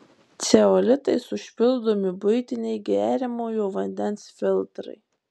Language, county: Lithuanian, Marijampolė